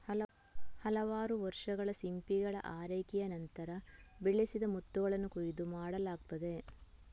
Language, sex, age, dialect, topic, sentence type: Kannada, female, 18-24, Coastal/Dakshin, agriculture, statement